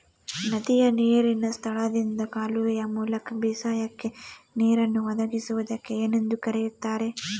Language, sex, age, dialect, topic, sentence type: Kannada, female, 18-24, Central, agriculture, question